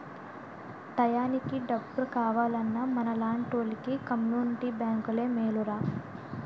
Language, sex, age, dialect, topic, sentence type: Telugu, female, 18-24, Utterandhra, banking, statement